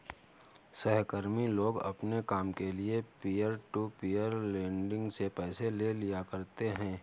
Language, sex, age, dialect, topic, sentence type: Hindi, male, 18-24, Awadhi Bundeli, banking, statement